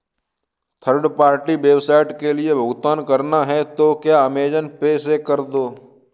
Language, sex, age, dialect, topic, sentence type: Hindi, male, 18-24, Kanauji Braj Bhasha, banking, statement